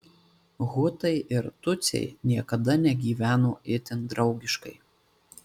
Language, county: Lithuanian, Marijampolė